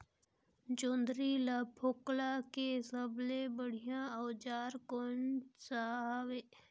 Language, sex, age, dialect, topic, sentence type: Chhattisgarhi, female, 31-35, Northern/Bhandar, agriculture, question